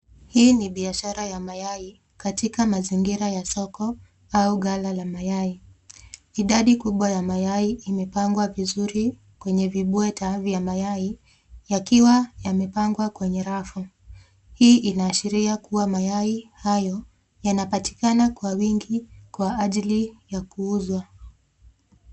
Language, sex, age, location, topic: Swahili, female, 18-24, Nairobi, finance